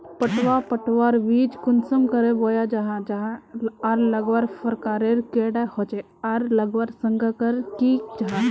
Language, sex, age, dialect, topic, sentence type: Magahi, female, 18-24, Northeastern/Surjapuri, agriculture, question